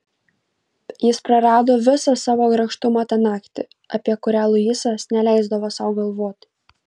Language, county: Lithuanian, Kaunas